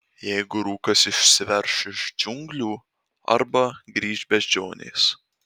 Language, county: Lithuanian, Marijampolė